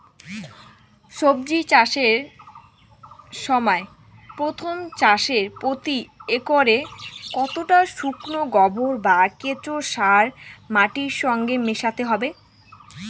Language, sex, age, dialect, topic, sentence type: Bengali, female, 18-24, Rajbangshi, agriculture, question